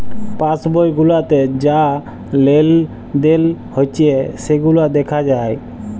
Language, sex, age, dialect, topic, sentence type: Bengali, male, 25-30, Jharkhandi, banking, statement